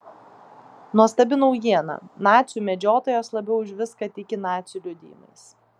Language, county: Lithuanian, Klaipėda